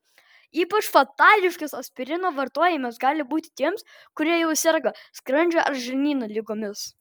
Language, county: Lithuanian, Vilnius